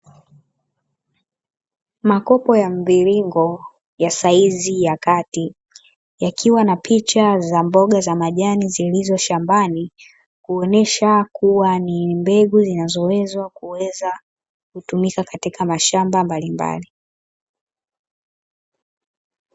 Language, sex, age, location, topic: Swahili, female, 25-35, Dar es Salaam, agriculture